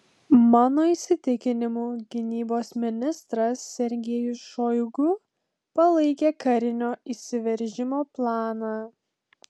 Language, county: Lithuanian, Telšiai